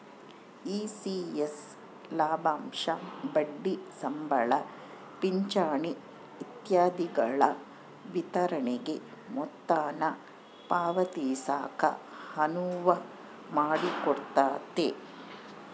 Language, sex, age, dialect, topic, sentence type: Kannada, female, 25-30, Central, banking, statement